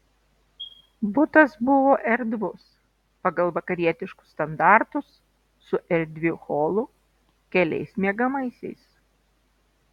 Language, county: Lithuanian, Telšiai